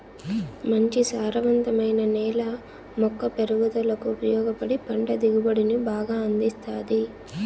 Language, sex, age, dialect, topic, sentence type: Telugu, female, 25-30, Southern, agriculture, statement